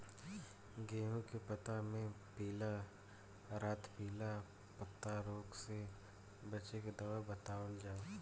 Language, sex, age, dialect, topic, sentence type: Bhojpuri, male, 18-24, Southern / Standard, agriculture, question